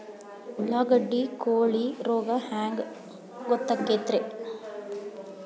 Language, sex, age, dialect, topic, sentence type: Kannada, female, 25-30, Dharwad Kannada, agriculture, question